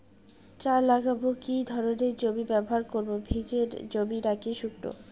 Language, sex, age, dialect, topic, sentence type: Bengali, female, 18-24, Rajbangshi, agriculture, question